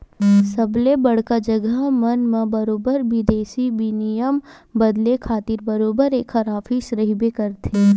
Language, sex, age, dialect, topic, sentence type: Chhattisgarhi, female, 18-24, Western/Budati/Khatahi, banking, statement